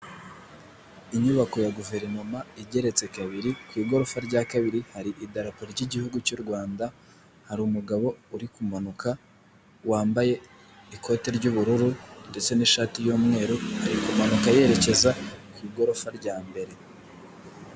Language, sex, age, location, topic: Kinyarwanda, male, 18-24, Nyagatare, government